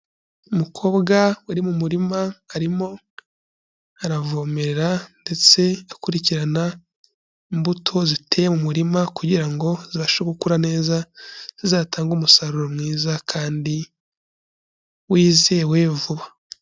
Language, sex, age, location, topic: Kinyarwanda, male, 25-35, Kigali, agriculture